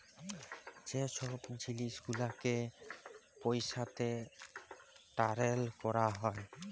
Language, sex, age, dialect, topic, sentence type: Bengali, male, 18-24, Jharkhandi, banking, statement